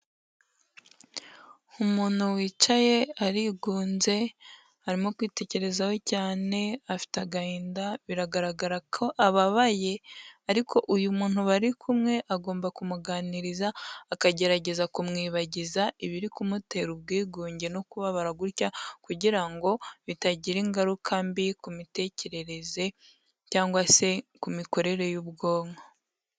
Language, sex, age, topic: Kinyarwanda, female, 18-24, health